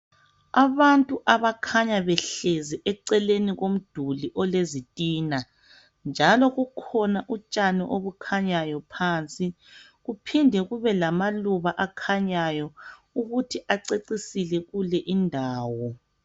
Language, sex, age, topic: North Ndebele, female, 50+, health